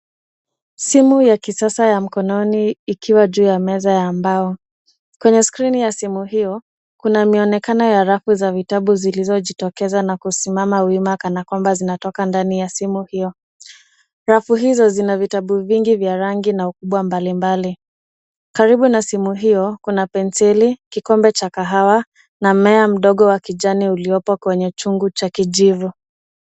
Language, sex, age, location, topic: Swahili, female, 25-35, Nairobi, education